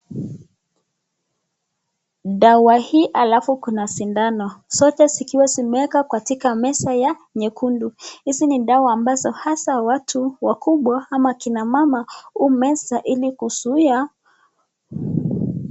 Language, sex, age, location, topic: Swahili, female, 25-35, Nakuru, health